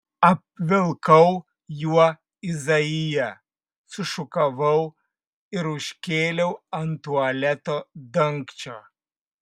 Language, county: Lithuanian, Vilnius